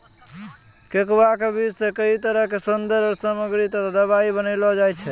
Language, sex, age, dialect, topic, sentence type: Maithili, male, 25-30, Angika, agriculture, statement